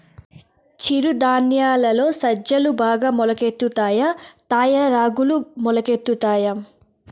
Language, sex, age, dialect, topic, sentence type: Telugu, female, 18-24, Southern, agriculture, question